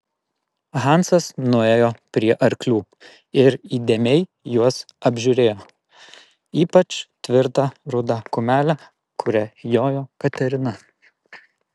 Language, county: Lithuanian, Vilnius